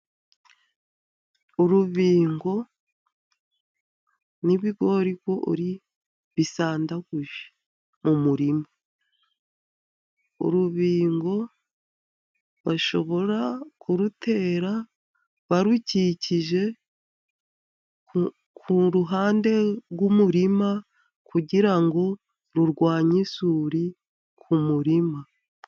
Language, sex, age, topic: Kinyarwanda, female, 50+, agriculture